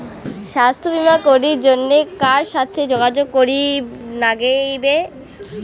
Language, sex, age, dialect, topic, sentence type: Bengali, female, 18-24, Rajbangshi, banking, question